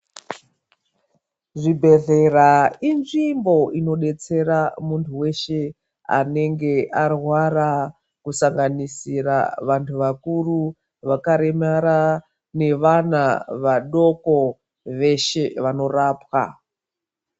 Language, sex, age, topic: Ndau, female, 36-49, health